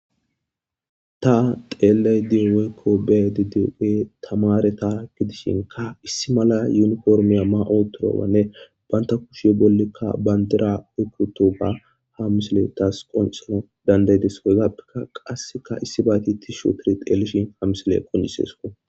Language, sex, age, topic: Gamo, male, 25-35, government